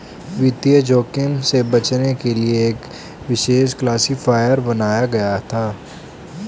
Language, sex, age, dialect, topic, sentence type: Hindi, male, 18-24, Hindustani Malvi Khadi Boli, banking, statement